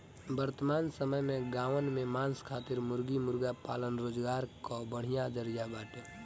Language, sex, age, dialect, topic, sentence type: Bhojpuri, male, 18-24, Northern, agriculture, statement